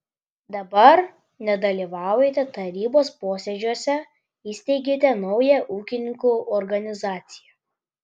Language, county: Lithuanian, Klaipėda